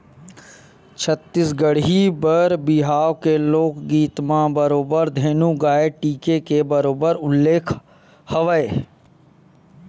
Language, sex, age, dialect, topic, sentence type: Chhattisgarhi, male, 25-30, Western/Budati/Khatahi, banking, statement